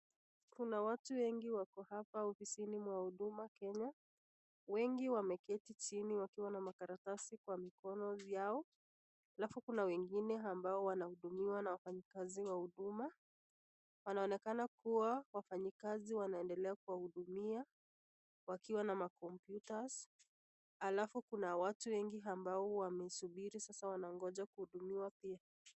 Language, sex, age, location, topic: Swahili, female, 25-35, Nakuru, government